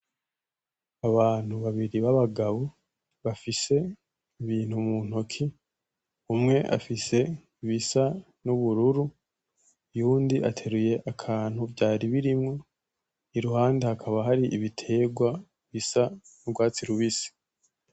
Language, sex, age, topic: Rundi, male, 18-24, agriculture